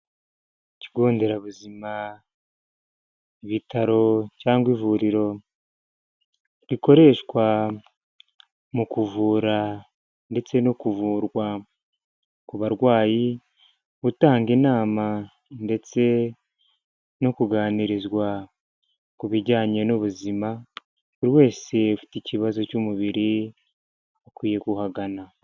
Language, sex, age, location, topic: Kinyarwanda, male, 25-35, Huye, health